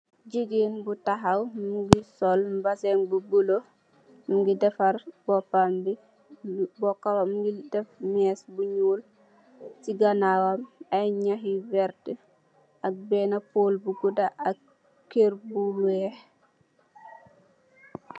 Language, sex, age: Wolof, female, 18-24